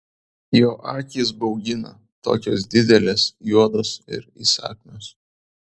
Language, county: Lithuanian, Vilnius